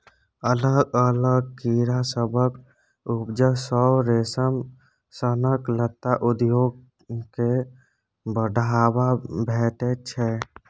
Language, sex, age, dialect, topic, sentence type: Maithili, male, 18-24, Bajjika, agriculture, statement